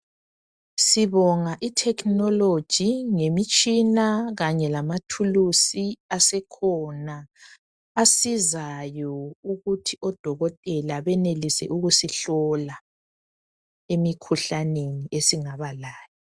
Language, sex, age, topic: North Ndebele, male, 25-35, health